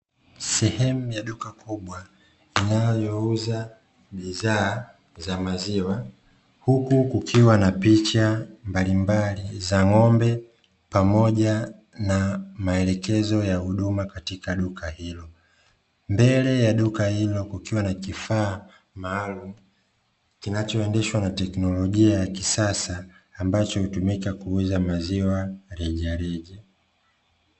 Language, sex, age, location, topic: Swahili, male, 25-35, Dar es Salaam, finance